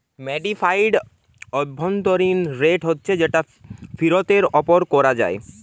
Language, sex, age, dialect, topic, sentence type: Bengali, male, 18-24, Western, banking, statement